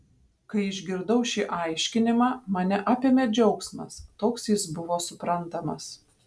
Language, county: Lithuanian, Panevėžys